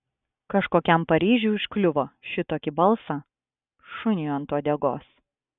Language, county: Lithuanian, Klaipėda